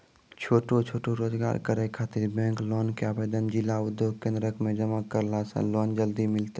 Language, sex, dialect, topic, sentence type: Maithili, male, Angika, banking, question